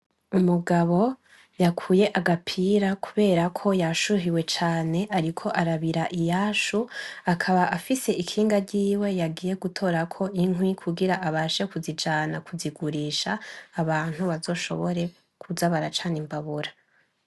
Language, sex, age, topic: Rundi, female, 18-24, agriculture